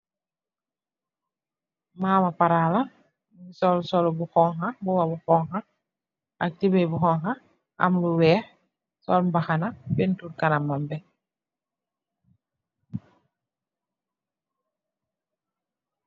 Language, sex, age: Wolof, female, 36-49